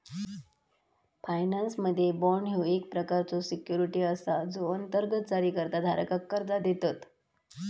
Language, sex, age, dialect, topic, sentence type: Marathi, female, 31-35, Southern Konkan, banking, statement